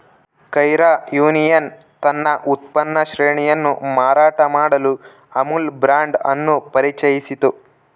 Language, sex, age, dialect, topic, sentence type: Kannada, male, 18-24, Central, agriculture, statement